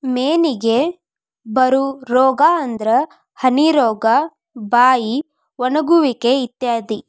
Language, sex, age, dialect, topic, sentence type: Kannada, female, 25-30, Dharwad Kannada, agriculture, statement